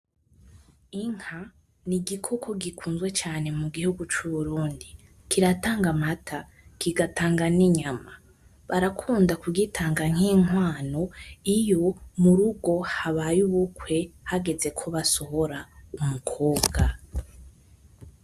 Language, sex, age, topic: Rundi, female, 18-24, agriculture